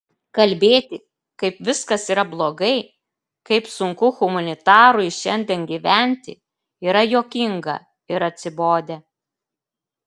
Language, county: Lithuanian, Klaipėda